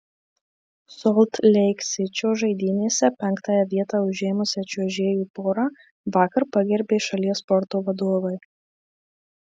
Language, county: Lithuanian, Marijampolė